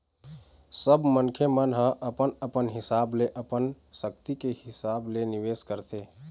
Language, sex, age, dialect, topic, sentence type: Chhattisgarhi, male, 18-24, Eastern, banking, statement